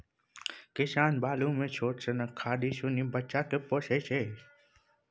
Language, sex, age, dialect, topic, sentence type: Maithili, male, 60-100, Bajjika, agriculture, statement